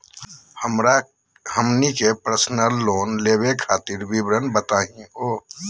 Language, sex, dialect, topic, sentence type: Magahi, male, Southern, banking, question